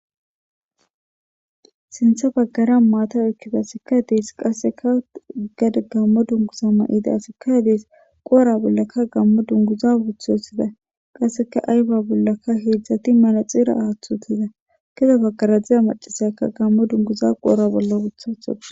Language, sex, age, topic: Gamo, female, 18-24, government